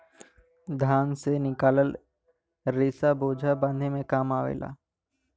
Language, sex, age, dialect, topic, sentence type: Bhojpuri, male, 18-24, Western, agriculture, statement